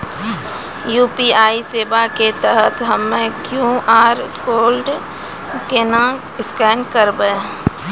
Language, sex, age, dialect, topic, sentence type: Maithili, female, 36-40, Angika, banking, question